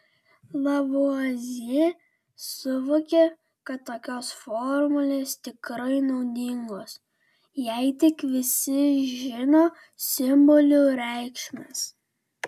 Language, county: Lithuanian, Vilnius